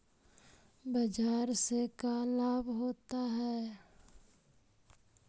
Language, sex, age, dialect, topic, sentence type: Magahi, male, 25-30, Central/Standard, agriculture, question